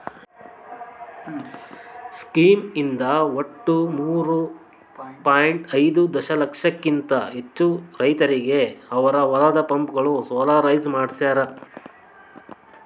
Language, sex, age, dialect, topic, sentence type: Kannada, male, 31-35, Northeastern, agriculture, statement